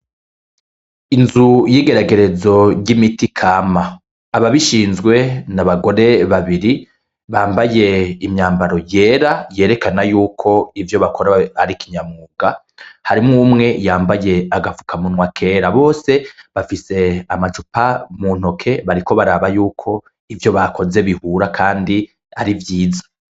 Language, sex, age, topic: Rundi, male, 36-49, education